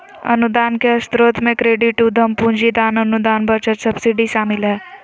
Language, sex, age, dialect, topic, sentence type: Magahi, female, 18-24, Southern, banking, statement